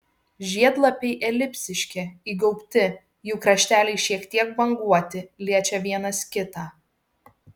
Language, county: Lithuanian, Šiauliai